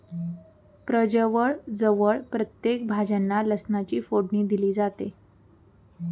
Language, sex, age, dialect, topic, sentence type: Marathi, female, 18-24, Standard Marathi, agriculture, statement